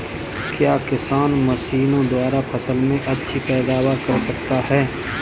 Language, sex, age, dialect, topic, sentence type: Hindi, male, 25-30, Kanauji Braj Bhasha, agriculture, question